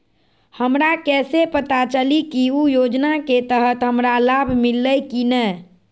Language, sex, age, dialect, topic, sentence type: Magahi, female, 41-45, Southern, banking, question